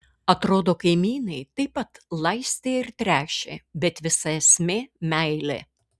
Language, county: Lithuanian, Kaunas